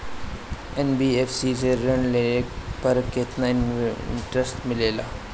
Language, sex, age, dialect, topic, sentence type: Bhojpuri, male, 25-30, Northern, banking, question